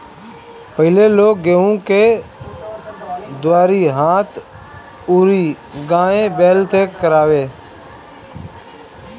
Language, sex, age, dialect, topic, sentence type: Bhojpuri, male, 36-40, Northern, agriculture, statement